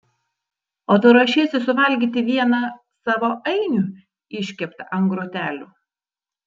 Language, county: Lithuanian, Tauragė